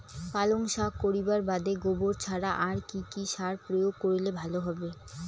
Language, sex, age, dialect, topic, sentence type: Bengali, female, 18-24, Rajbangshi, agriculture, question